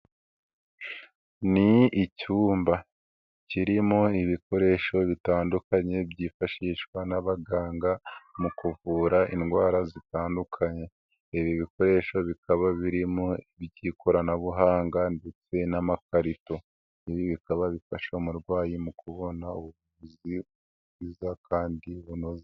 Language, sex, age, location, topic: Kinyarwanda, female, 18-24, Nyagatare, health